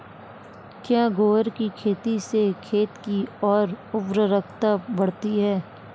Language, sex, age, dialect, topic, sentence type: Hindi, female, 25-30, Marwari Dhudhari, agriculture, question